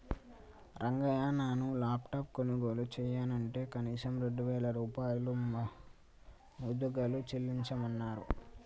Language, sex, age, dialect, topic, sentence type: Telugu, male, 18-24, Telangana, banking, statement